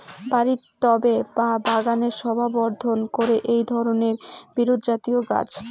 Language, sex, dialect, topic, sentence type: Bengali, female, Rajbangshi, agriculture, question